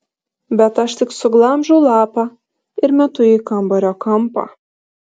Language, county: Lithuanian, Vilnius